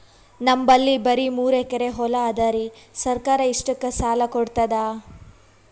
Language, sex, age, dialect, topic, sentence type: Kannada, female, 18-24, Northeastern, agriculture, question